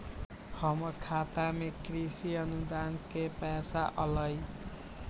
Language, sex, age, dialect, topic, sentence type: Magahi, male, 18-24, Western, banking, question